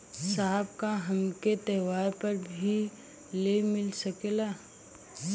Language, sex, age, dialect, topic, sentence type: Bhojpuri, female, 18-24, Western, banking, question